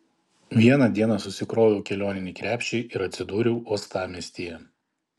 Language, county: Lithuanian, Panevėžys